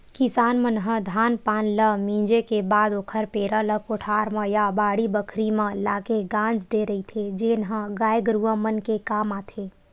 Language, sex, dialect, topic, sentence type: Chhattisgarhi, female, Western/Budati/Khatahi, agriculture, statement